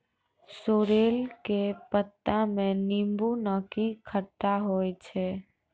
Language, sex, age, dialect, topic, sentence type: Maithili, female, 18-24, Angika, agriculture, statement